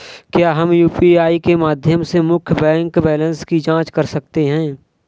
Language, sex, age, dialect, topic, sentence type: Hindi, male, 25-30, Awadhi Bundeli, banking, question